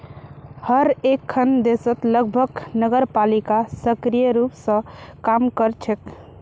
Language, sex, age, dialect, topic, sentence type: Magahi, female, 18-24, Northeastern/Surjapuri, banking, statement